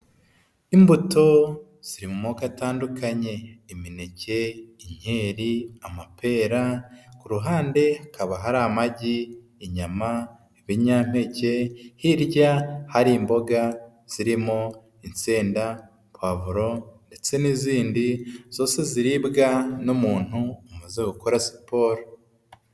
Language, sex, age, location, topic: Kinyarwanda, male, 25-35, Huye, health